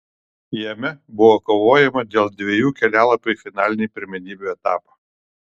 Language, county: Lithuanian, Kaunas